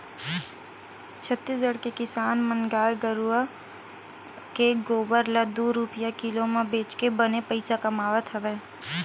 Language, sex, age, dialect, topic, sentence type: Chhattisgarhi, female, 18-24, Western/Budati/Khatahi, agriculture, statement